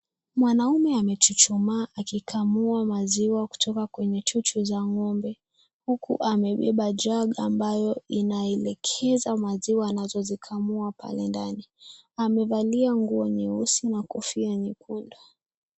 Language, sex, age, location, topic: Swahili, female, 18-24, Kisii, agriculture